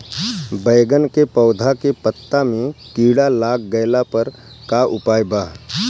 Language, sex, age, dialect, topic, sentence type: Bhojpuri, male, 31-35, Southern / Standard, agriculture, question